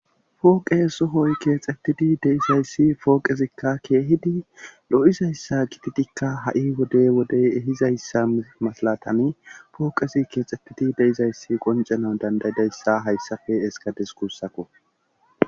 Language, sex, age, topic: Gamo, male, 36-49, government